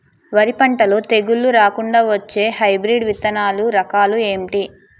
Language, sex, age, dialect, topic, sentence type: Telugu, female, 25-30, Utterandhra, agriculture, question